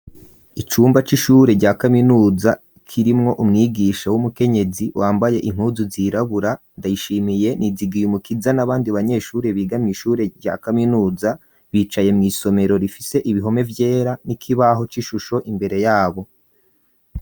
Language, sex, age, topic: Rundi, male, 25-35, education